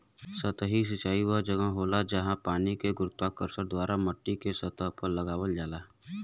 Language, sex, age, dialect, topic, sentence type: Bhojpuri, male, 18-24, Western, agriculture, statement